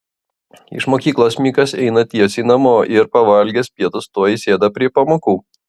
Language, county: Lithuanian, Klaipėda